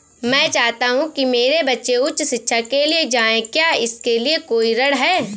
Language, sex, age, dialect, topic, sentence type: Hindi, female, 25-30, Awadhi Bundeli, banking, question